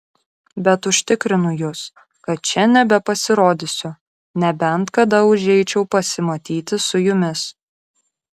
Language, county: Lithuanian, Kaunas